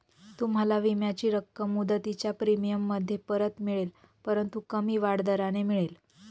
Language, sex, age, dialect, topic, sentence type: Marathi, female, 25-30, Northern Konkan, banking, statement